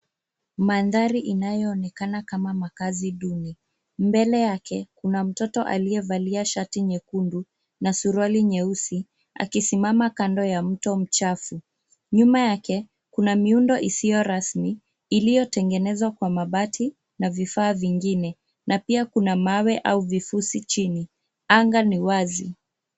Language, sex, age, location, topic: Swahili, female, 25-35, Nairobi, government